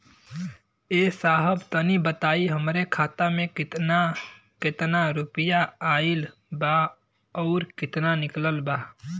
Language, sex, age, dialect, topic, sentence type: Bhojpuri, male, 18-24, Western, banking, question